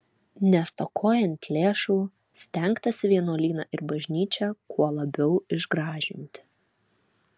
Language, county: Lithuanian, Alytus